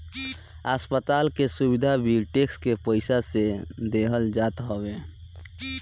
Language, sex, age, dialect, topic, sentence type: Bhojpuri, male, 25-30, Northern, banking, statement